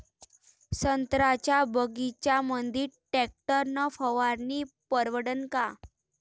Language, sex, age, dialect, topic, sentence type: Marathi, female, 18-24, Varhadi, agriculture, question